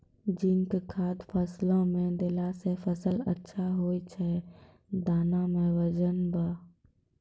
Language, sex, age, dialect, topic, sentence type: Maithili, female, 18-24, Angika, agriculture, question